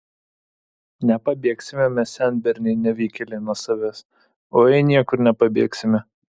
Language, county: Lithuanian, Vilnius